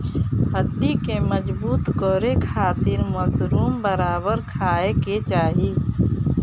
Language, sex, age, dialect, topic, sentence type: Bhojpuri, female, 36-40, Northern, agriculture, statement